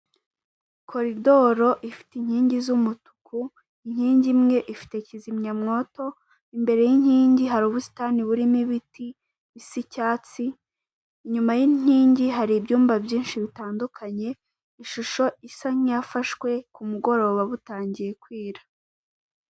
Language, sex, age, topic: Kinyarwanda, female, 18-24, finance